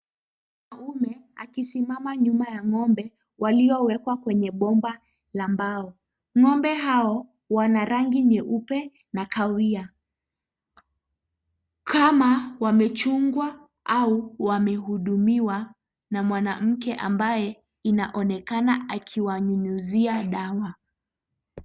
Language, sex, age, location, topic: Swahili, female, 18-24, Kisumu, agriculture